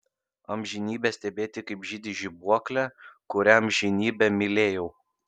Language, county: Lithuanian, Kaunas